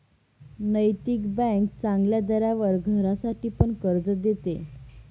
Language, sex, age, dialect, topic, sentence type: Marathi, female, 18-24, Northern Konkan, banking, statement